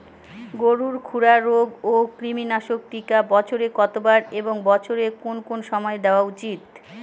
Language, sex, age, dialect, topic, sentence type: Bengali, female, 18-24, Northern/Varendri, agriculture, question